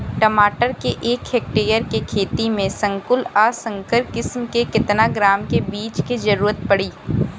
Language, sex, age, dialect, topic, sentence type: Bhojpuri, female, 18-24, Southern / Standard, agriculture, question